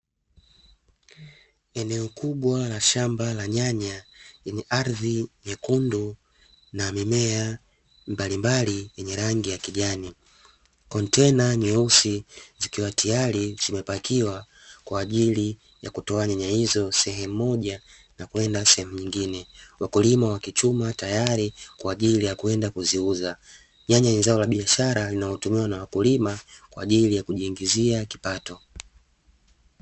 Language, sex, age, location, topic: Swahili, male, 25-35, Dar es Salaam, agriculture